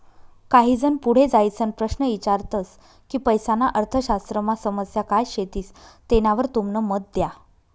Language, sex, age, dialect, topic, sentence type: Marathi, female, 25-30, Northern Konkan, banking, statement